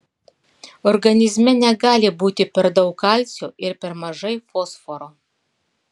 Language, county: Lithuanian, Klaipėda